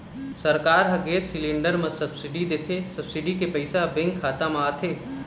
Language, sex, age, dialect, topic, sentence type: Chhattisgarhi, male, 25-30, Eastern, banking, statement